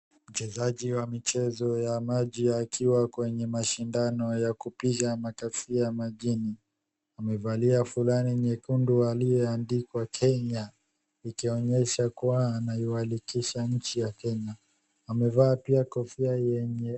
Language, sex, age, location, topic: Swahili, male, 50+, Wajir, education